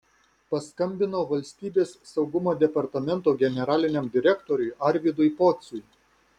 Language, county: Lithuanian, Vilnius